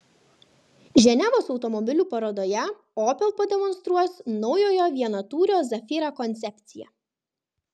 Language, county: Lithuanian, Kaunas